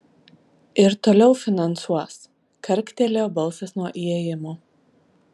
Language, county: Lithuanian, Alytus